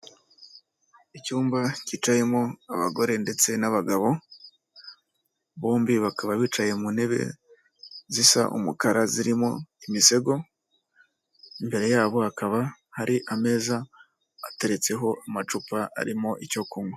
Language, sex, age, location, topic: Kinyarwanda, male, 18-24, Kigali, government